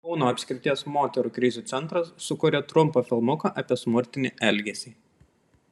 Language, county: Lithuanian, Panevėžys